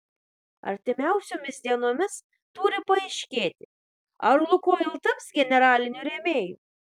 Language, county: Lithuanian, Vilnius